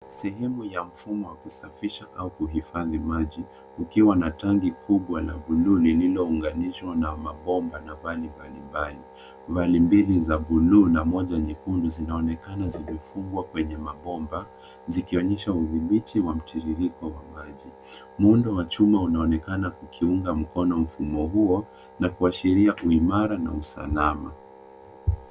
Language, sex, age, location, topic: Swahili, male, 25-35, Nairobi, government